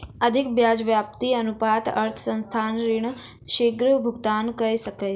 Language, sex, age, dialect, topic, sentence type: Maithili, female, 56-60, Southern/Standard, banking, statement